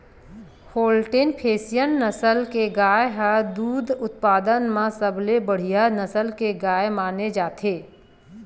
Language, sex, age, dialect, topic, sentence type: Chhattisgarhi, female, 36-40, Western/Budati/Khatahi, agriculture, statement